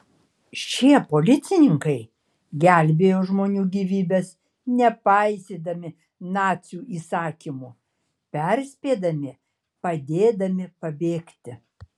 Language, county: Lithuanian, Kaunas